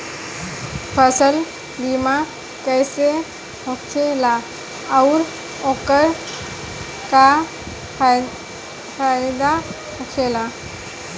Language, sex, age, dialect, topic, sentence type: Bhojpuri, female, 25-30, Southern / Standard, agriculture, question